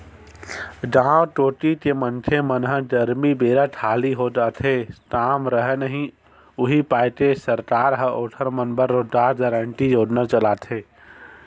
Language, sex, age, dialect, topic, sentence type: Chhattisgarhi, male, 18-24, Western/Budati/Khatahi, banking, statement